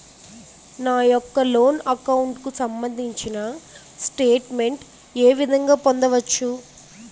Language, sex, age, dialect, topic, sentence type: Telugu, female, 18-24, Utterandhra, banking, question